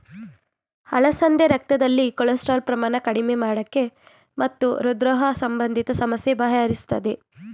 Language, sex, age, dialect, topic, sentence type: Kannada, female, 18-24, Mysore Kannada, agriculture, statement